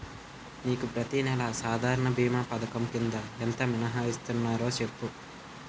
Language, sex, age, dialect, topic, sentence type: Telugu, male, 18-24, Utterandhra, banking, statement